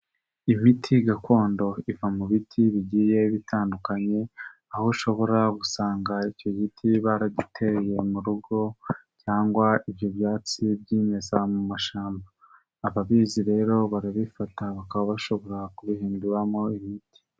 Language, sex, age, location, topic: Kinyarwanda, male, 18-24, Kigali, health